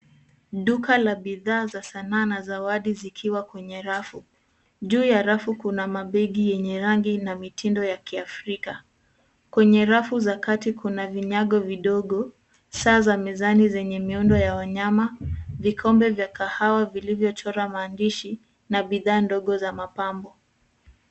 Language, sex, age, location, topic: Swahili, female, 18-24, Nairobi, finance